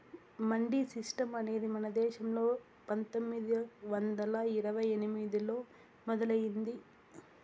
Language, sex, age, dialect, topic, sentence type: Telugu, female, 60-100, Southern, agriculture, statement